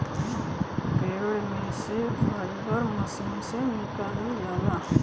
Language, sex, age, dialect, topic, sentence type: Bhojpuri, male, 31-35, Western, agriculture, statement